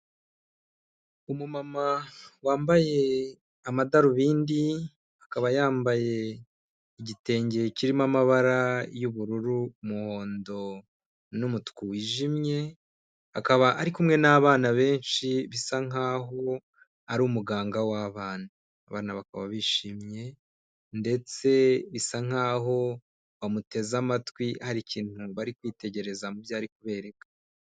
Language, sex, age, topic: Kinyarwanda, male, 25-35, health